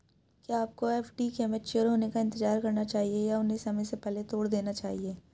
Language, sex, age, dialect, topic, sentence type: Hindi, female, 18-24, Hindustani Malvi Khadi Boli, banking, question